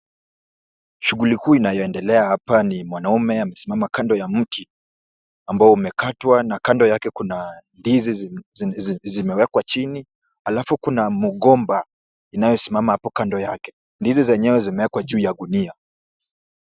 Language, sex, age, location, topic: Swahili, male, 18-24, Kisumu, agriculture